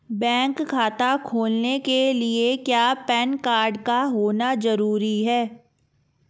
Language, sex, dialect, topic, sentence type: Hindi, female, Marwari Dhudhari, banking, question